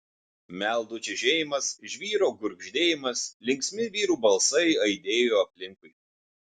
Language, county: Lithuanian, Vilnius